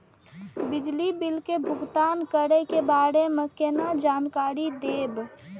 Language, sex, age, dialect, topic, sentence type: Maithili, male, 36-40, Eastern / Thethi, banking, question